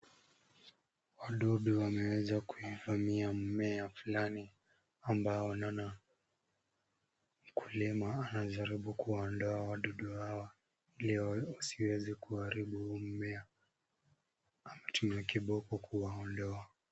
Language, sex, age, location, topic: Swahili, male, 18-24, Kisumu, health